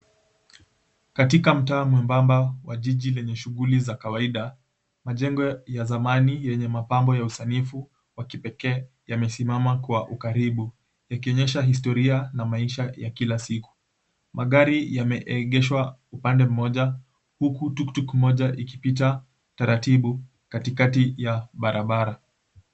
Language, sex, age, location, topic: Swahili, male, 18-24, Mombasa, government